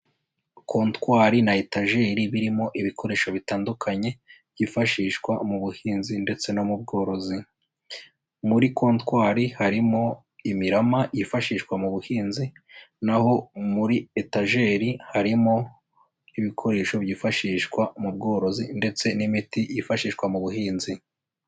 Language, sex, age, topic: Kinyarwanda, male, 25-35, agriculture